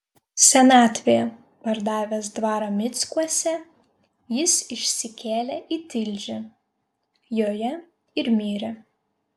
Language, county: Lithuanian, Vilnius